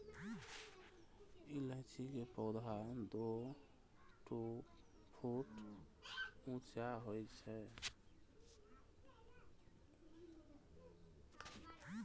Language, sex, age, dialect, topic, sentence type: Maithili, male, 25-30, Eastern / Thethi, agriculture, statement